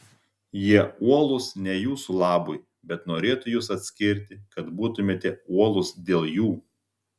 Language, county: Lithuanian, Telšiai